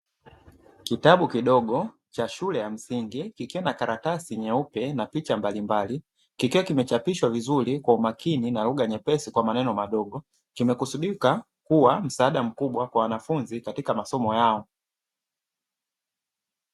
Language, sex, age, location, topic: Swahili, male, 25-35, Dar es Salaam, education